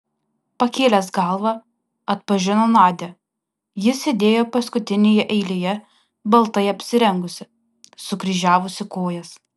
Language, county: Lithuanian, Alytus